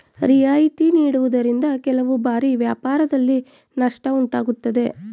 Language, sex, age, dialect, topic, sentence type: Kannada, female, 18-24, Mysore Kannada, banking, statement